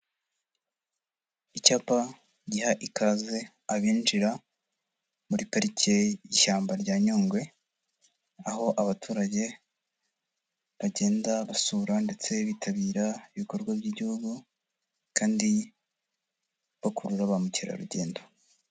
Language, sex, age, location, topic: Kinyarwanda, female, 25-35, Huye, agriculture